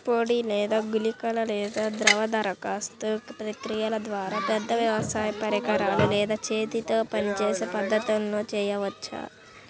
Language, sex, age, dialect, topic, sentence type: Telugu, male, 18-24, Central/Coastal, agriculture, question